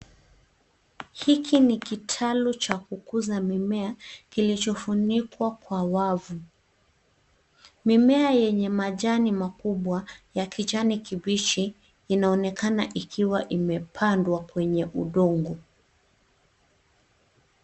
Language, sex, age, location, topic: Swahili, female, 25-35, Nairobi, agriculture